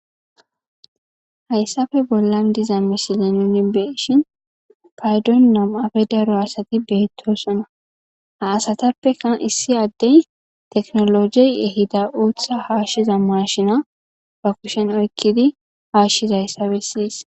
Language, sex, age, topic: Gamo, female, 18-24, agriculture